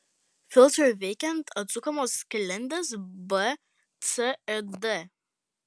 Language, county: Lithuanian, Panevėžys